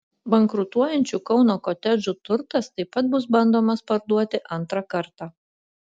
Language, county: Lithuanian, Utena